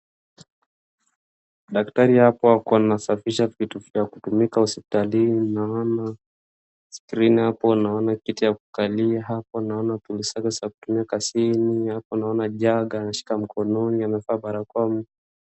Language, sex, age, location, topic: Swahili, male, 25-35, Wajir, health